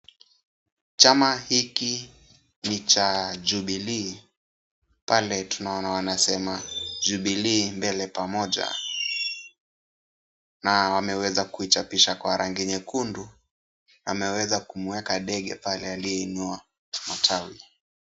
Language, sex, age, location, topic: Swahili, male, 18-24, Kisumu, government